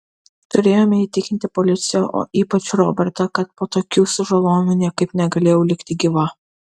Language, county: Lithuanian, Kaunas